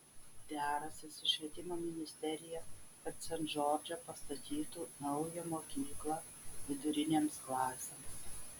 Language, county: Lithuanian, Vilnius